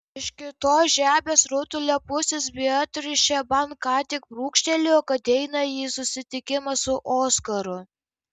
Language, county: Lithuanian, Kaunas